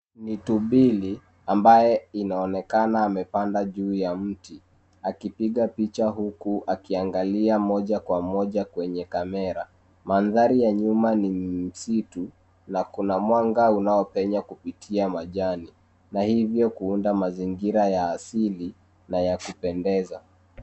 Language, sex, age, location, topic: Swahili, male, 18-24, Nairobi, agriculture